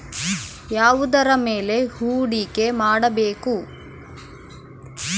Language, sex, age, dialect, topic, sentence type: Kannada, female, 18-24, Central, banking, question